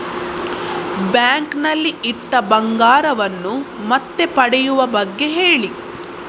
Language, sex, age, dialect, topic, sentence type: Kannada, female, 18-24, Coastal/Dakshin, banking, question